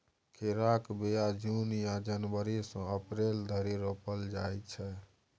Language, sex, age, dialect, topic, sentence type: Maithili, male, 36-40, Bajjika, agriculture, statement